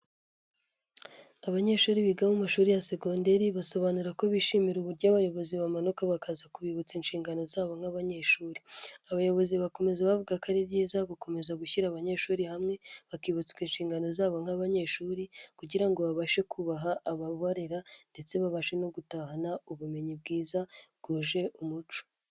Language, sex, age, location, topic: Kinyarwanda, male, 25-35, Nyagatare, education